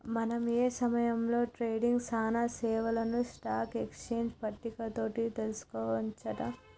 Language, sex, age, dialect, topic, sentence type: Telugu, female, 36-40, Telangana, banking, statement